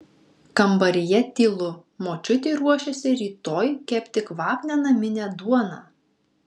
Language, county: Lithuanian, Marijampolė